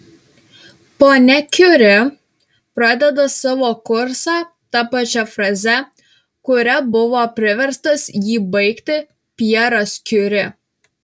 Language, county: Lithuanian, Alytus